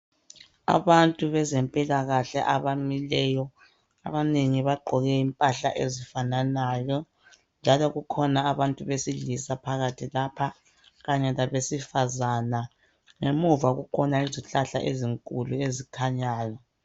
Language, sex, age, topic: North Ndebele, male, 36-49, health